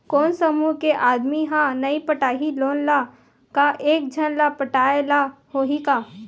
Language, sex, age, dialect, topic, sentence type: Chhattisgarhi, female, 18-24, Western/Budati/Khatahi, banking, question